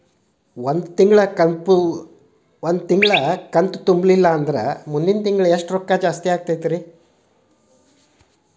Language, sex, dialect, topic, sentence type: Kannada, male, Dharwad Kannada, banking, question